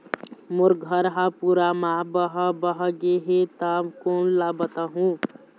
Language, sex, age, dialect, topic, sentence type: Chhattisgarhi, male, 18-24, Eastern, banking, question